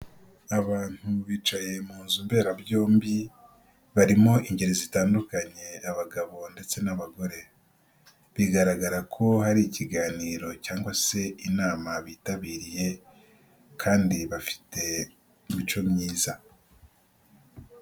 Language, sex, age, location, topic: Kinyarwanda, male, 18-24, Nyagatare, finance